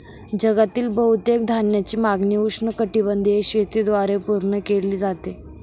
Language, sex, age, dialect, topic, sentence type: Marathi, female, 18-24, Northern Konkan, agriculture, statement